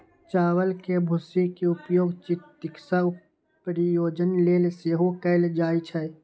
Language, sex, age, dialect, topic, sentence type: Maithili, male, 18-24, Eastern / Thethi, agriculture, statement